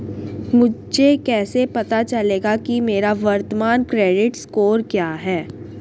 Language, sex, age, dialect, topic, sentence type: Hindi, female, 36-40, Hindustani Malvi Khadi Boli, banking, question